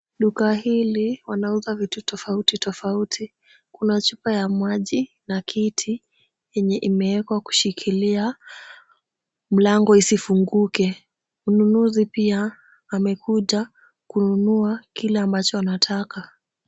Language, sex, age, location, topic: Swahili, female, 18-24, Kisumu, finance